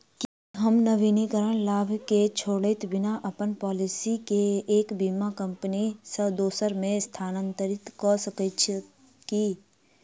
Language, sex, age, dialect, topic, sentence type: Maithili, female, 46-50, Southern/Standard, banking, question